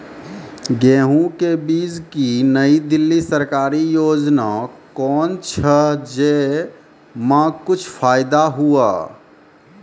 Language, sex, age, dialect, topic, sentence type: Maithili, male, 31-35, Angika, agriculture, question